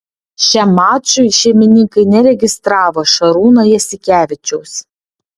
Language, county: Lithuanian, Vilnius